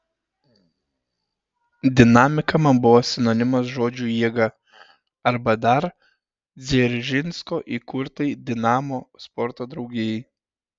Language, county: Lithuanian, Šiauliai